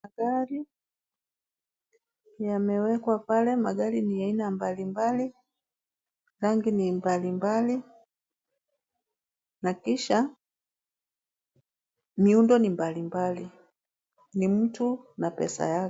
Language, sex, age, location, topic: Swahili, female, 36-49, Kisumu, finance